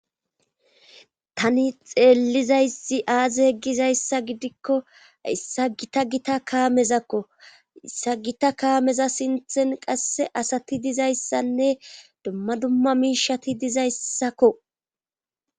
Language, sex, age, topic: Gamo, female, 25-35, government